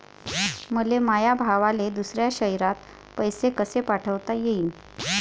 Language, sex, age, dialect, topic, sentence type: Marathi, female, 36-40, Varhadi, banking, question